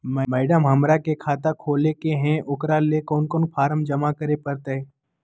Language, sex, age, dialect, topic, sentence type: Magahi, male, 18-24, Southern, banking, question